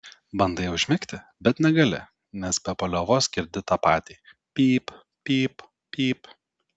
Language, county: Lithuanian, Telšiai